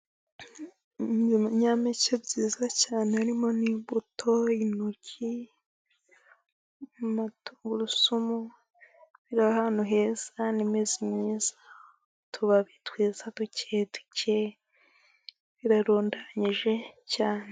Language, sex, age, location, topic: Kinyarwanda, female, 18-24, Musanze, agriculture